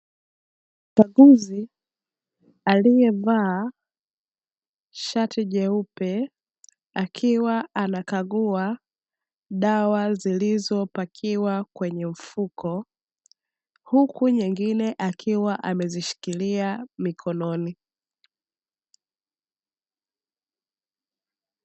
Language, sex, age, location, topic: Swahili, female, 18-24, Dar es Salaam, agriculture